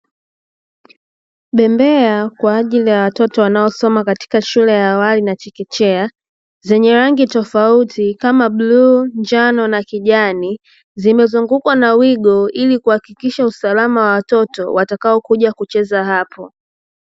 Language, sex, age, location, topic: Swahili, female, 25-35, Dar es Salaam, education